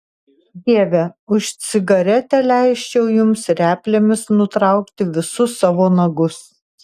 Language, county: Lithuanian, Tauragė